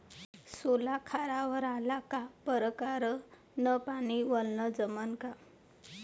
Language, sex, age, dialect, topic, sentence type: Marathi, female, 31-35, Varhadi, agriculture, question